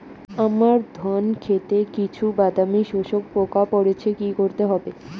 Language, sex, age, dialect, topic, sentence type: Bengali, female, 18-24, Rajbangshi, agriculture, question